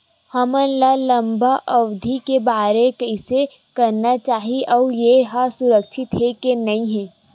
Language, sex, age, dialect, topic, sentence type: Chhattisgarhi, female, 18-24, Western/Budati/Khatahi, banking, question